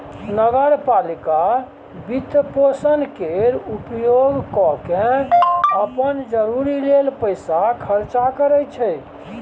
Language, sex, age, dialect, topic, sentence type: Maithili, male, 56-60, Bajjika, banking, statement